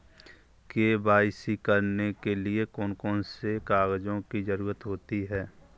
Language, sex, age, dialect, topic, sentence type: Hindi, male, 51-55, Kanauji Braj Bhasha, banking, question